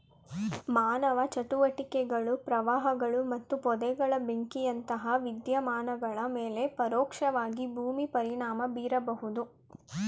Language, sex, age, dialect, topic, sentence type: Kannada, female, 18-24, Mysore Kannada, agriculture, statement